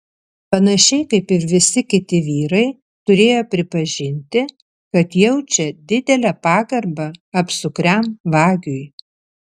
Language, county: Lithuanian, Vilnius